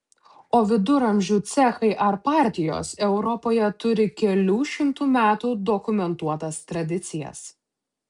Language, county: Lithuanian, Utena